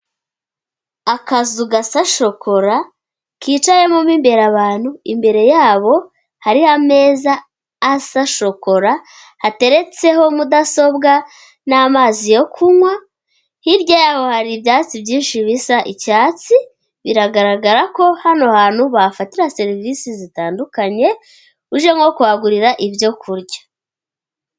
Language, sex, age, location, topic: Kinyarwanda, female, 25-35, Kigali, government